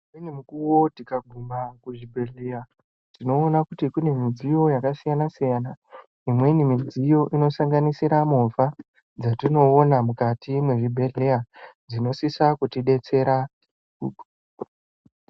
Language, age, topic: Ndau, 25-35, health